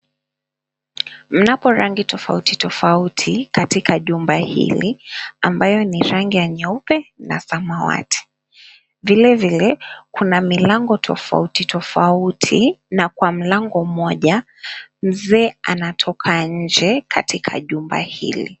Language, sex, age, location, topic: Swahili, female, 25-35, Mombasa, government